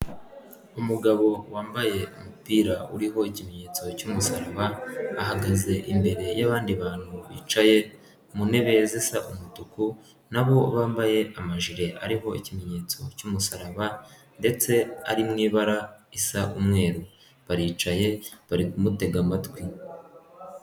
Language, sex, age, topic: Kinyarwanda, male, 18-24, health